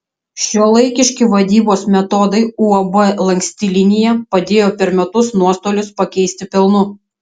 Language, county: Lithuanian, Kaunas